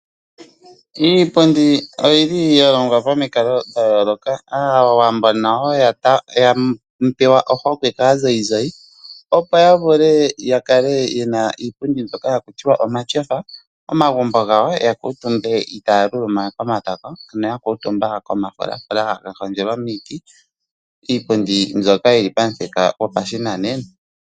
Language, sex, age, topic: Oshiwambo, male, 25-35, finance